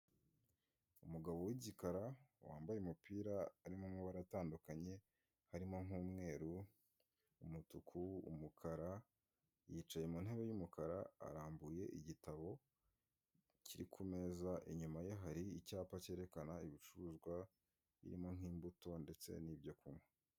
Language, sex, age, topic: Kinyarwanda, male, 18-24, finance